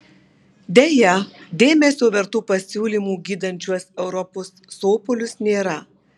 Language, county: Lithuanian, Marijampolė